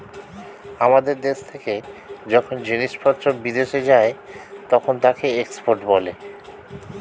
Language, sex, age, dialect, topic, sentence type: Bengali, male, 36-40, Standard Colloquial, banking, statement